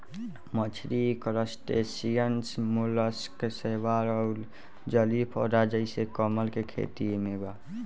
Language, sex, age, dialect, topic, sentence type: Bhojpuri, male, <18, Southern / Standard, agriculture, statement